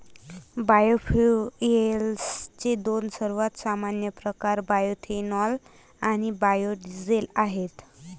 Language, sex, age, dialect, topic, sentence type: Marathi, male, 18-24, Varhadi, agriculture, statement